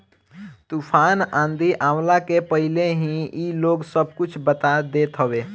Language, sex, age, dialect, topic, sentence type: Bhojpuri, male, 18-24, Northern, agriculture, statement